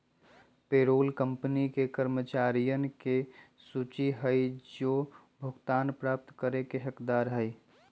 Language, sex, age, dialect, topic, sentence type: Magahi, male, 25-30, Western, banking, statement